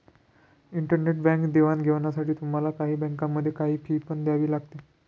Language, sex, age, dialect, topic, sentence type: Marathi, male, 56-60, Northern Konkan, banking, statement